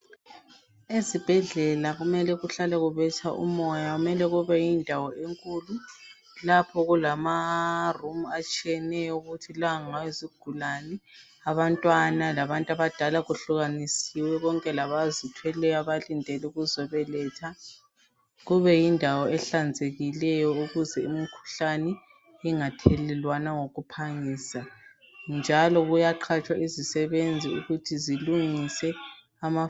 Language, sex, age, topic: North Ndebele, female, 18-24, health